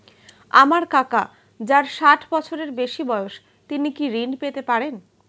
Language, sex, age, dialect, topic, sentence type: Bengali, female, 31-35, Standard Colloquial, banking, statement